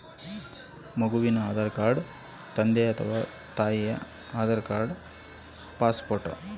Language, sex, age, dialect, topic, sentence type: Kannada, male, 36-40, Central, banking, question